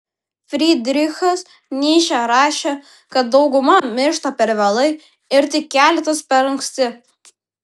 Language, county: Lithuanian, Vilnius